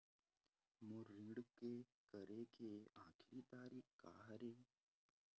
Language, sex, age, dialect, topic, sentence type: Chhattisgarhi, male, 18-24, Western/Budati/Khatahi, banking, question